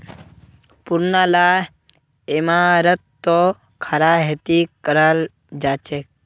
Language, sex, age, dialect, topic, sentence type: Magahi, male, 18-24, Northeastern/Surjapuri, agriculture, statement